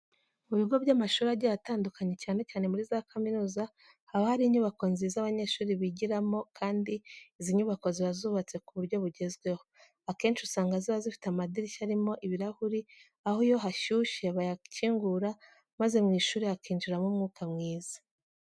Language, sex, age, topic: Kinyarwanda, female, 25-35, education